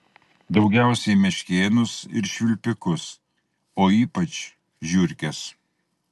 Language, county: Lithuanian, Klaipėda